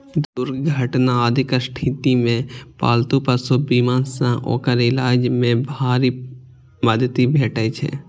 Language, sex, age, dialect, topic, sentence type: Maithili, male, 18-24, Eastern / Thethi, banking, statement